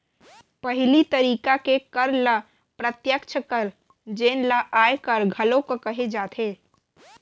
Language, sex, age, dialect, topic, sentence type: Chhattisgarhi, female, 18-24, Central, banking, statement